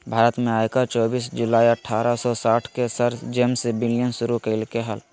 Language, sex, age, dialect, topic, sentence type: Magahi, male, 25-30, Southern, banking, statement